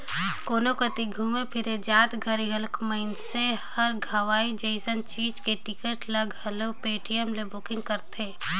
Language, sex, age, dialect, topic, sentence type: Chhattisgarhi, female, 18-24, Northern/Bhandar, banking, statement